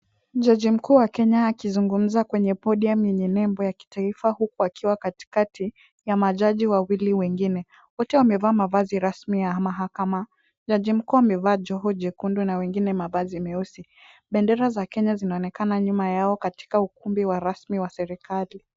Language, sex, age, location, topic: Swahili, female, 18-24, Kisumu, government